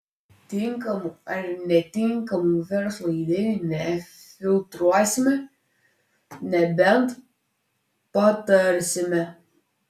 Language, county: Lithuanian, Klaipėda